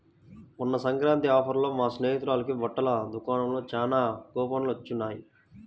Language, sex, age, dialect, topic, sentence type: Telugu, male, 18-24, Central/Coastal, banking, statement